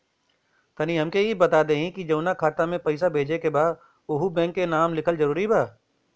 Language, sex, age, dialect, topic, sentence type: Bhojpuri, male, 41-45, Western, banking, question